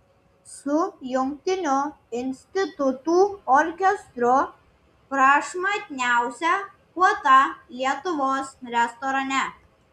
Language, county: Lithuanian, Klaipėda